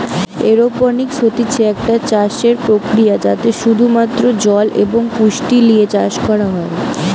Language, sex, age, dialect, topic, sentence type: Bengali, female, 18-24, Western, agriculture, statement